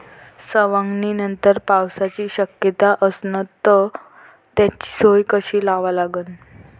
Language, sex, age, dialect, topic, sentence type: Marathi, female, 18-24, Varhadi, agriculture, question